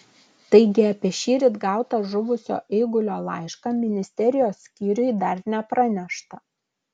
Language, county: Lithuanian, Klaipėda